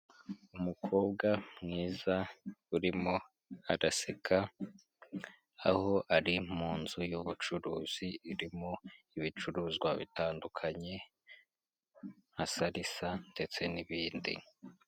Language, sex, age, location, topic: Kinyarwanda, male, 18-24, Kigali, health